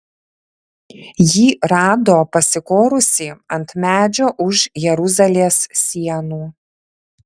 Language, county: Lithuanian, Vilnius